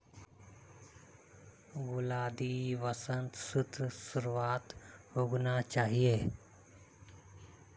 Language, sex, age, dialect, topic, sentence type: Magahi, male, 25-30, Northeastern/Surjapuri, agriculture, statement